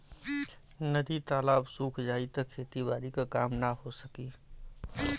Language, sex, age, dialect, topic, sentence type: Bhojpuri, male, 31-35, Western, agriculture, statement